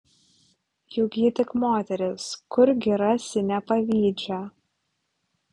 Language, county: Lithuanian, Klaipėda